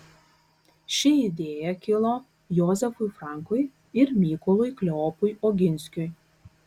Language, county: Lithuanian, Kaunas